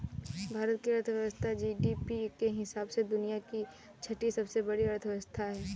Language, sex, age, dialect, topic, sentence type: Hindi, female, 18-24, Kanauji Braj Bhasha, banking, statement